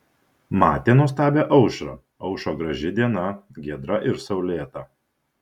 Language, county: Lithuanian, Šiauliai